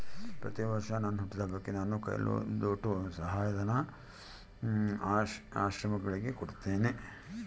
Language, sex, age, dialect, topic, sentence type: Kannada, male, 51-55, Central, banking, statement